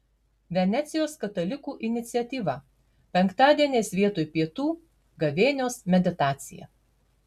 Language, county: Lithuanian, Marijampolė